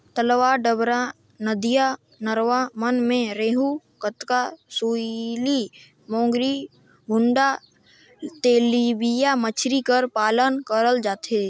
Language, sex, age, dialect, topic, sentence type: Chhattisgarhi, male, 25-30, Northern/Bhandar, agriculture, statement